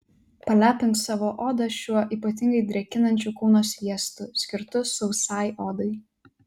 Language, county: Lithuanian, Telšiai